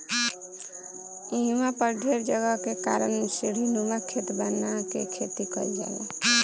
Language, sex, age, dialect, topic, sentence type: Bhojpuri, female, 25-30, Southern / Standard, agriculture, statement